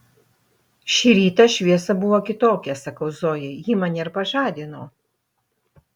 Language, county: Lithuanian, Utena